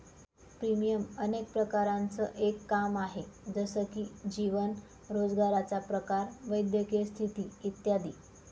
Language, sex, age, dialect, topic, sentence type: Marathi, female, 25-30, Northern Konkan, banking, statement